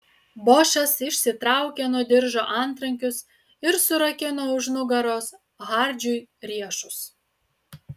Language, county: Lithuanian, Utena